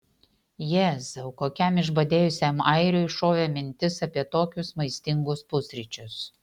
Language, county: Lithuanian, Utena